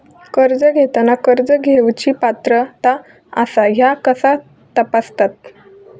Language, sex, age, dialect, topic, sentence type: Marathi, female, 18-24, Southern Konkan, banking, question